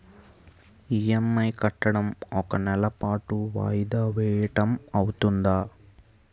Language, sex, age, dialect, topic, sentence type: Telugu, male, 18-24, Utterandhra, banking, question